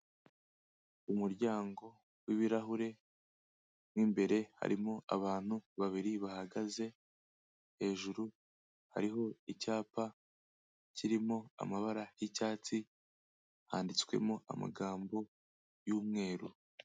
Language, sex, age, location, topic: Kinyarwanda, male, 18-24, Kigali, health